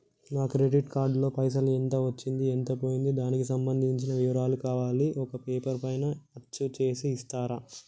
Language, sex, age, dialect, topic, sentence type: Telugu, male, 18-24, Telangana, banking, question